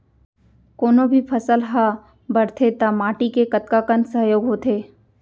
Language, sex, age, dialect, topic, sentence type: Chhattisgarhi, female, 25-30, Central, agriculture, question